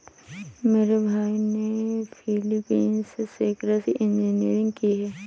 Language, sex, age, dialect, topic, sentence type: Hindi, female, 18-24, Awadhi Bundeli, agriculture, statement